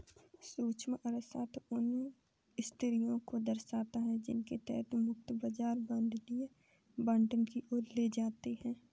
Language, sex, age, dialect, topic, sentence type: Hindi, female, 46-50, Kanauji Braj Bhasha, banking, statement